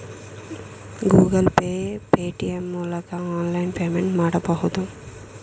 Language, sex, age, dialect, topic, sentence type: Kannada, female, 56-60, Mysore Kannada, banking, statement